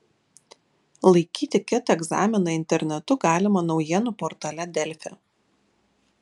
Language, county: Lithuanian, Kaunas